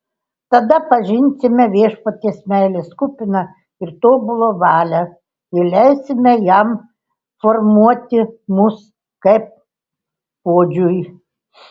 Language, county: Lithuanian, Telšiai